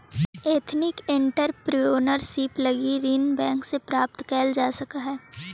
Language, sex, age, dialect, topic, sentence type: Magahi, female, 18-24, Central/Standard, banking, statement